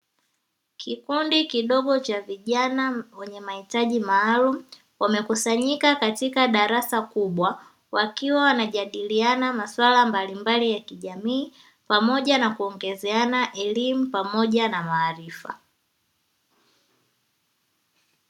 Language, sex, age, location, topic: Swahili, female, 18-24, Dar es Salaam, education